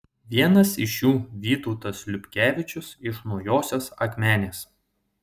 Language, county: Lithuanian, Šiauliai